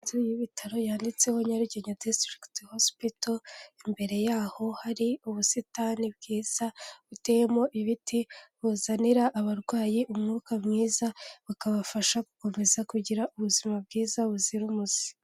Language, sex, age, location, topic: Kinyarwanda, female, 18-24, Kigali, health